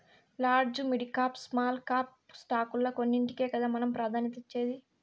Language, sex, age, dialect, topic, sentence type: Telugu, female, 60-100, Southern, banking, statement